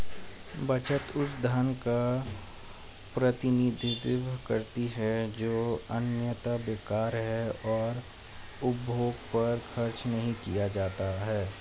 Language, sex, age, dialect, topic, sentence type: Hindi, male, 25-30, Hindustani Malvi Khadi Boli, banking, statement